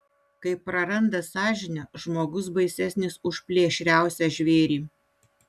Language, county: Lithuanian, Utena